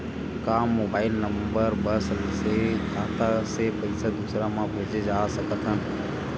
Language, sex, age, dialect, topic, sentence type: Chhattisgarhi, male, 18-24, Western/Budati/Khatahi, banking, question